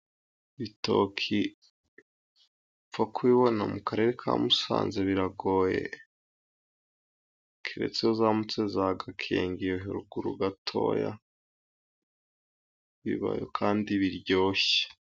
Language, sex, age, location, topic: Kinyarwanda, female, 18-24, Musanze, agriculture